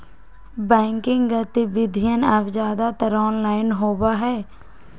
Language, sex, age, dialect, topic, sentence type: Magahi, female, 18-24, Western, banking, statement